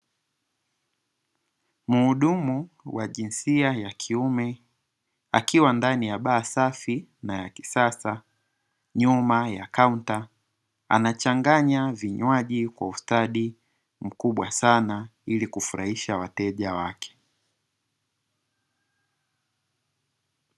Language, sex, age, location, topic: Swahili, male, 18-24, Dar es Salaam, finance